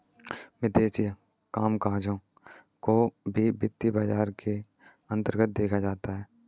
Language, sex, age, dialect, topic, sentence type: Hindi, male, 18-24, Kanauji Braj Bhasha, banking, statement